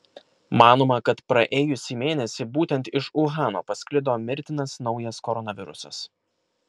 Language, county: Lithuanian, Kaunas